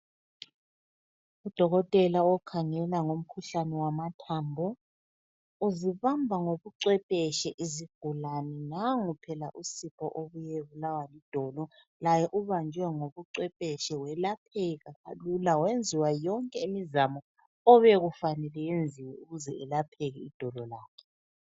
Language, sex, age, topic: North Ndebele, female, 36-49, health